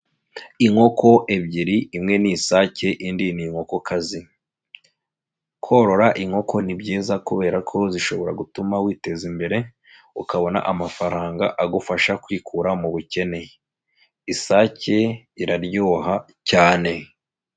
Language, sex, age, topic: Kinyarwanda, male, 25-35, agriculture